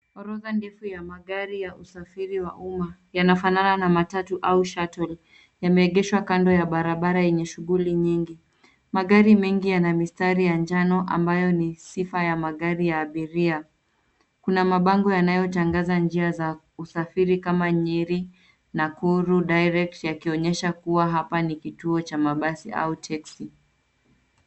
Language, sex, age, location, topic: Swahili, female, 25-35, Nairobi, government